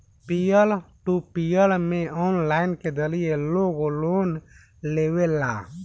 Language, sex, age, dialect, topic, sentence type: Bhojpuri, male, 18-24, Southern / Standard, banking, statement